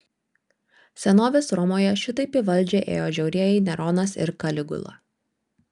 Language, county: Lithuanian, Vilnius